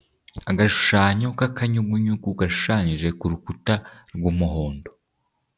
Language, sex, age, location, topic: Kinyarwanda, male, 18-24, Nyagatare, education